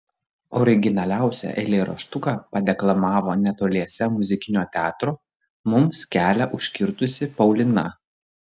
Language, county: Lithuanian, Klaipėda